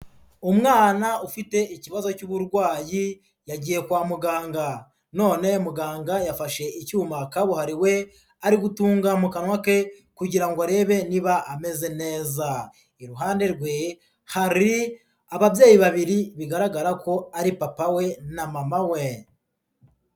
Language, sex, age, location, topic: Kinyarwanda, male, 25-35, Kigali, health